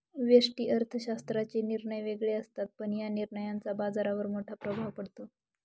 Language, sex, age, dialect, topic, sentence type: Marathi, female, 18-24, Northern Konkan, banking, statement